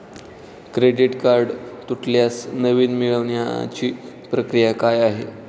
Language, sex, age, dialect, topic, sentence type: Marathi, male, 18-24, Standard Marathi, banking, question